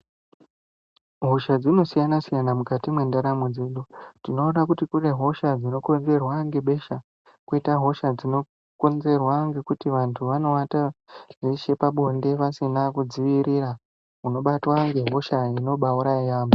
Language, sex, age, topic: Ndau, male, 18-24, health